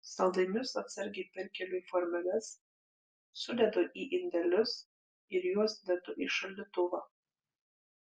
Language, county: Lithuanian, Panevėžys